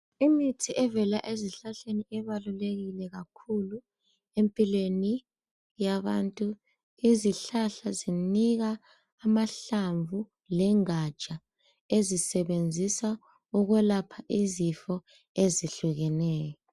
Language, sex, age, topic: North Ndebele, female, 18-24, health